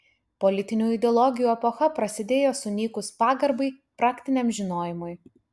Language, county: Lithuanian, Utena